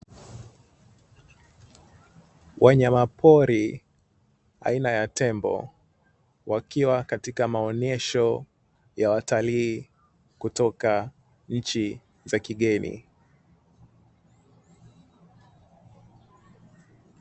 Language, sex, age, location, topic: Swahili, male, 25-35, Dar es Salaam, agriculture